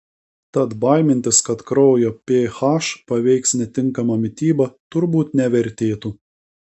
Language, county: Lithuanian, Kaunas